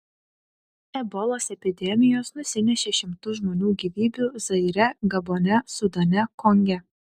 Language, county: Lithuanian, Šiauliai